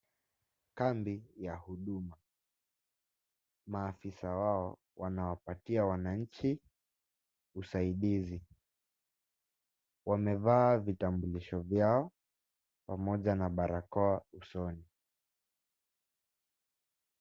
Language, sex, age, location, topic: Swahili, male, 18-24, Mombasa, government